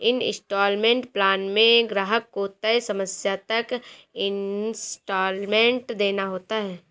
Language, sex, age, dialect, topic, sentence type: Hindi, female, 18-24, Marwari Dhudhari, banking, statement